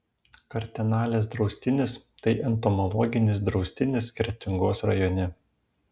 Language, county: Lithuanian, Panevėžys